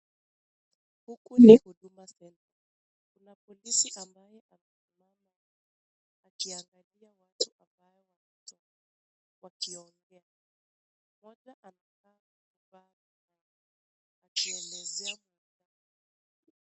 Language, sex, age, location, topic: Swahili, female, 18-24, Nakuru, government